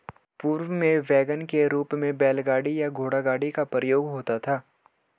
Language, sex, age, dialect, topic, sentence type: Hindi, male, 18-24, Hindustani Malvi Khadi Boli, agriculture, statement